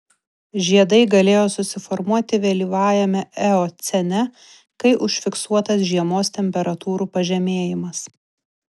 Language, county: Lithuanian, Vilnius